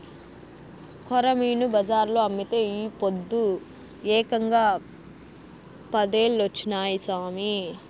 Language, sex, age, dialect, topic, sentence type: Telugu, female, 18-24, Southern, agriculture, statement